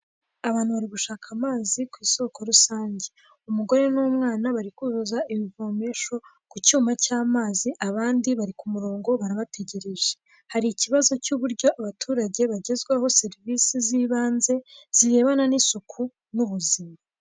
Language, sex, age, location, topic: Kinyarwanda, female, 18-24, Kigali, health